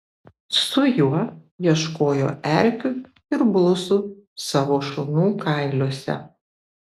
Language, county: Lithuanian, Vilnius